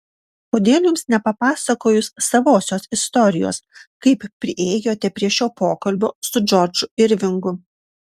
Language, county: Lithuanian, Marijampolė